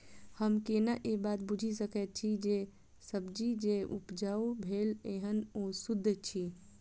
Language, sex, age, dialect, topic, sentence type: Maithili, female, 25-30, Southern/Standard, agriculture, question